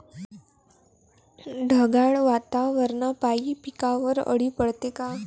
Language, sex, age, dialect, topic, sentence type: Marathi, female, 18-24, Varhadi, agriculture, question